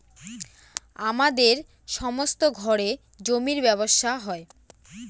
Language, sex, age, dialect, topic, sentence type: Bengali, female, 18-24, Northern/Varendri, banking, statement